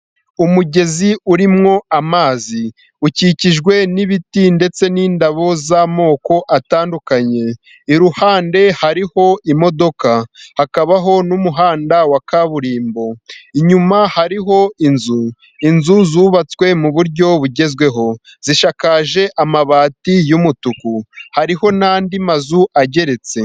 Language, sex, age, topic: Kinyarwanda, male, 25-35, government